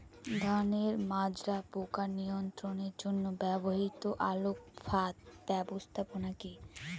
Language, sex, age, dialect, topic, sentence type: Bengali, female, 18-24, Northern/Varendri, agriculture, question